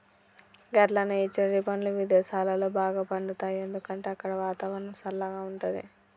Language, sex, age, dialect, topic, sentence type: Telugu, female, 25-30, Telangana, agriculture, statement